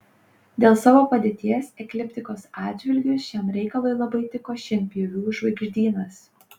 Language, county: Lithuanian, Panevėžys